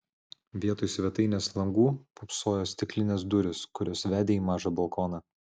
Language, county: Lithuanian, Vilnius